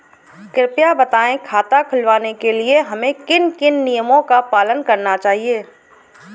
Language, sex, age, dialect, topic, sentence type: Hindi, female, 18-24, Kanauji Braj Bhasha, banking, question